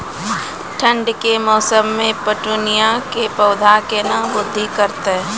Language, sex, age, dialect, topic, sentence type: Maithili, female, 36-40, Angika, agriculture, question